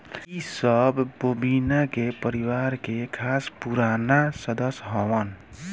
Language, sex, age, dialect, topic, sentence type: Bhojpuri, male, 18-24, Southern / Standard, agriculture, statement